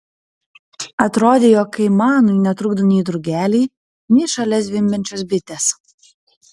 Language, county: Lithuanian, Panevėžys